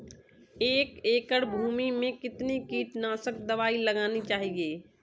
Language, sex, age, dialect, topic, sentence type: Hindi, female, 25-30, Kanauji Braj Bhasha, agriculture, question